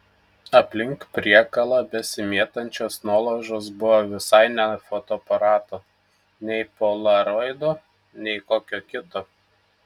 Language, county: Lithuanian, Telšiai